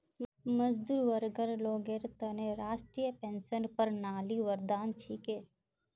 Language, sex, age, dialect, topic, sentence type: Magahi, female, 51-55, Northeastern/Surjapuri, banking, statement